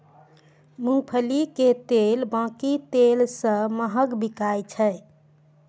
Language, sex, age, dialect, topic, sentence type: Maithili, female, 31-35, Eastern / Thethi, agriculture, statement